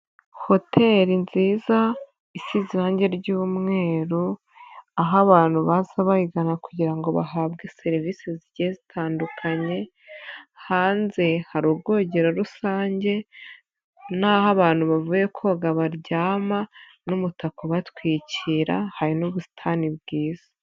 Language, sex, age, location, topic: Kinyarwanda, female, 25-35, Nyagatare, finance